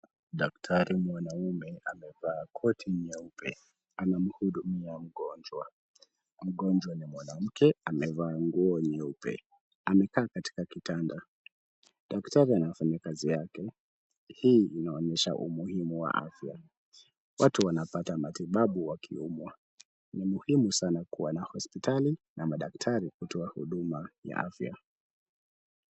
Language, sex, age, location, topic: Swahili, male, 18-24, Kisumu, health